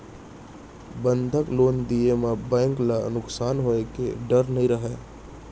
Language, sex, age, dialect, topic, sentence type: Chhattisgarhi, male, 60-100, Central, banking, statement